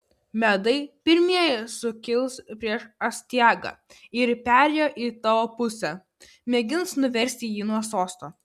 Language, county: Lithuanian, Kaunas